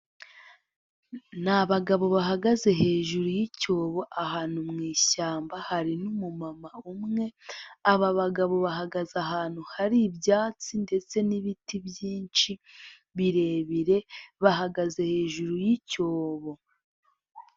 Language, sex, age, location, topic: Kinyarwanda, female, 18-24, Nyagatare, finance